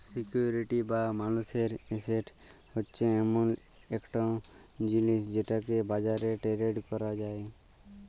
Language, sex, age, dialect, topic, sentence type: Bengali, male, 41-45, Jharkhandi, banking, statement